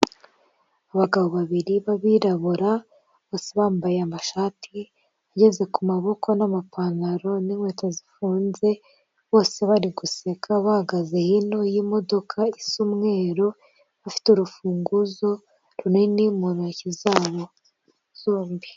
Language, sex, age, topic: Kinyarwanda, female, 18-24, finance